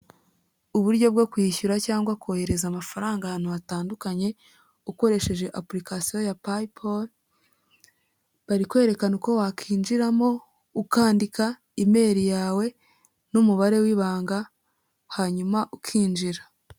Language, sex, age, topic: Kinyarwanda, female, 18-24, finance